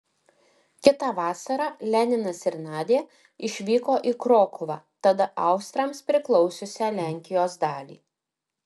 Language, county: Lithuanian, Alytus